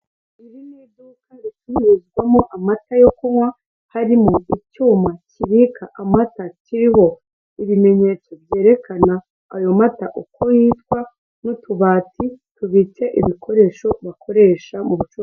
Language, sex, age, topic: Kinyarwanda, female, 18-24, finance